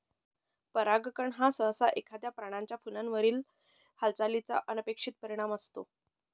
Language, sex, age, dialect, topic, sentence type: Marathi, male, 60-100, Northern Konkan, agriculture, statement